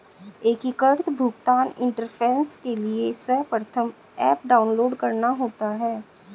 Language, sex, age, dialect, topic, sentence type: Hindi, female, 36-40, Hindustani Malvi Khadi Boli, banking, statement